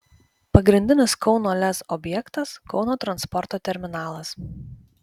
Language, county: Lithuanian, Vilnius